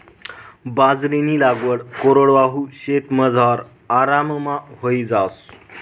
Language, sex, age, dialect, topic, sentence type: Marathi, male, 25-30, Northern Konkan, agriculture, statement